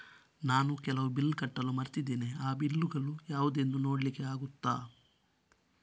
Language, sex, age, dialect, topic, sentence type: Kannada, male, 18-24, Coastal/Dakshin, banking, question